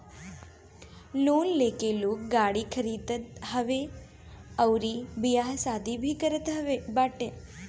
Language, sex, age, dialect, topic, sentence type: Bhojpuri, female, 25-30, Northern, banking, statement